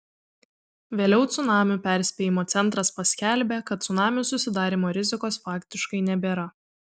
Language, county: Lithuanian, Kaunas